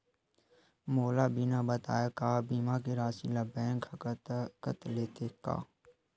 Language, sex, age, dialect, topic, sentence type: Chhattisgarhi, male, 25-30, Western/Budati/Khatahi, banking, question